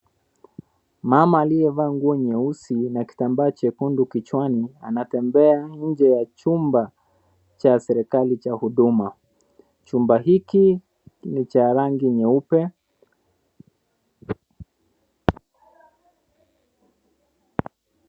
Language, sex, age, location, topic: Swahili, male, 18-24, Mombasa, government